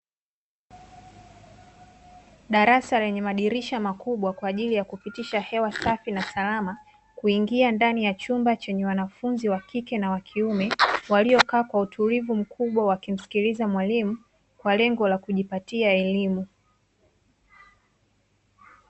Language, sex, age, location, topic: Swahili, female, 25-35, Dar es Salaam, education